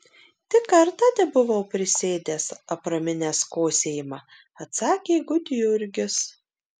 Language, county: Lithuanian, Marijampolė